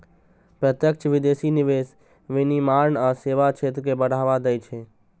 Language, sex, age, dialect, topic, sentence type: Maithili, male, 18-24, Eastern / Thethi, banking, statement